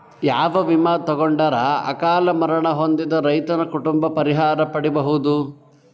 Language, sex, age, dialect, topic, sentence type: Kannada, male, 18-24, Northeastern, agriculture, question